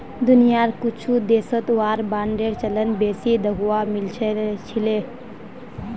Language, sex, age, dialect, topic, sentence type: Magahi, female, 18-24, Northeastern/Surjapuri, banking, statement